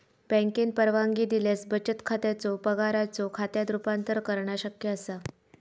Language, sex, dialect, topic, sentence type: Marathi, female, Southern Konkan, banking, statement